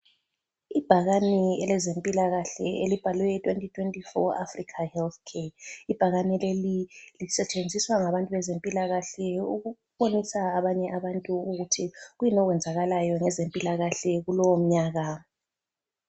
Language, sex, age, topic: North Ndebele, female, 36-49, health